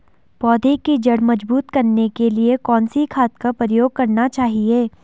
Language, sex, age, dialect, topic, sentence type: Hindi, female, 18-24, Garhwali, agriculture, question